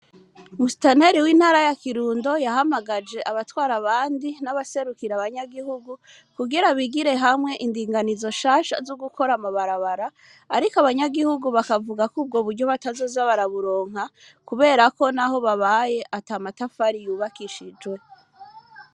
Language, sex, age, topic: Rundi, female, 25-35, education